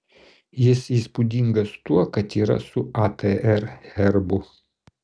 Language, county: Lithuanian, Kaunas